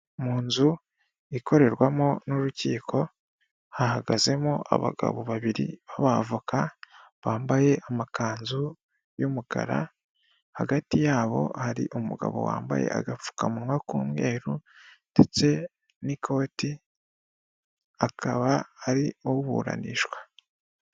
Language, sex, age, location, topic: Kinyarwanda, male, 25-35, Huye, government